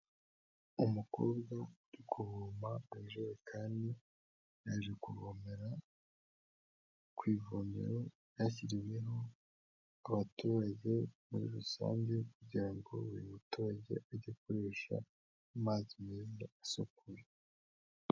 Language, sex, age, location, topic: Kinyarwanda, female, 18-24, Kigali, health